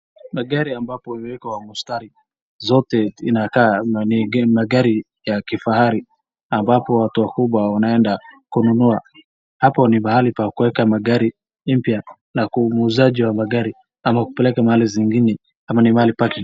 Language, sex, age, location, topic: Swahili, male, 25-35, Wajir, finance